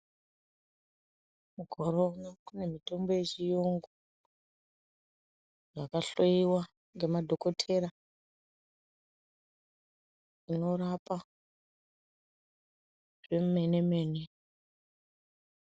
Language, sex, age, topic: Ndau, female, 25-35, health